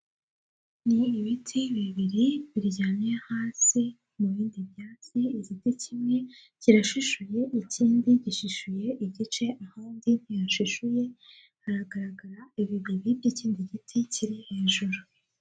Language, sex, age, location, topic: Kinyarwanda, female, 18-24, Huye, agriculture